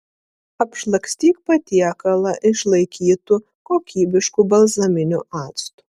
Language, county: Lithuanian, Vilnius